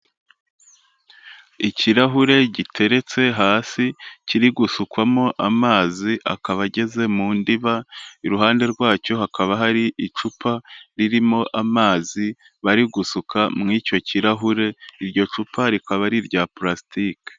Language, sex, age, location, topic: Kinyarwanda, male, 25-35, Kigali, health